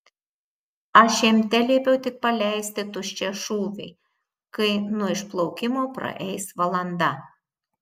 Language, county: Lithuanian, Marijampolė